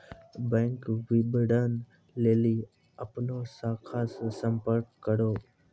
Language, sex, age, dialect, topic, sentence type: Maithili, male, 18-24, Angika, banking, statement